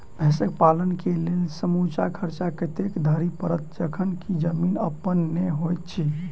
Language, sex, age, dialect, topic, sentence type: Maithili, male, 18-24, Southern/Standard, agriculture, question